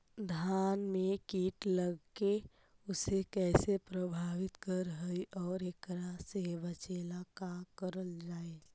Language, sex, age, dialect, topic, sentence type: Magahi, female, 18-24, Central/Standard, agriculture, question